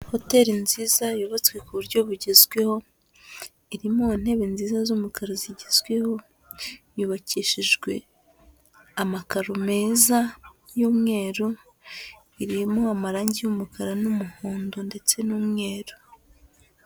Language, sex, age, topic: Kinyarwanda, female, 25-35, finance